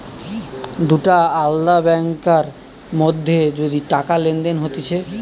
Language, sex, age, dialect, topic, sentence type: Bengali, male, 18-24, Western, banking, statement